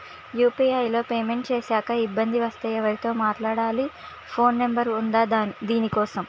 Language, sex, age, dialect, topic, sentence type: Telugu, female, 25-30, Telangana, banking, question